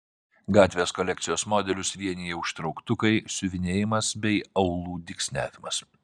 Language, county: Lithuanian, Vilnius